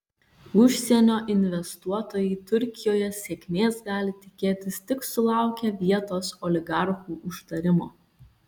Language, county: Lithuanian, Kaunas